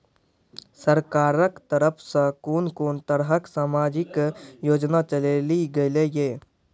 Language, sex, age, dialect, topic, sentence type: Maithili, male, 18-24, Angika, banking, question